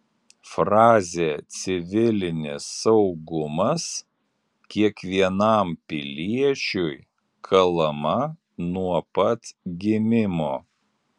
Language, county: Lithuanian, Alytus